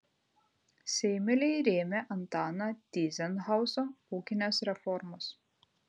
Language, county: Lithuanian, Vilnius